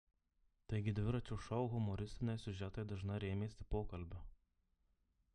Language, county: Lithuanian, Marijampolė